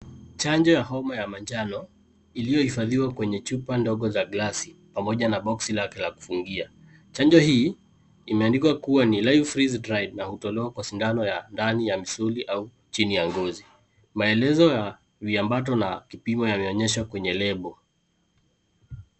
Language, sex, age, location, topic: Swahili, male, 25-35, Kisii, health